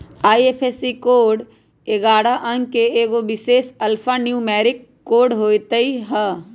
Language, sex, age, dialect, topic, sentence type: Magahi, female, 25-30, Western, banking, statement